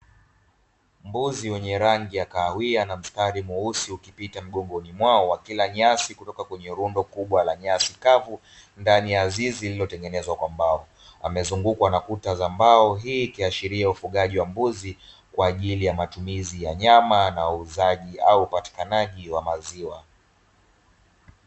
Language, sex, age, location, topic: Swahili, male, 25-35, Dar es Salaam, agriculture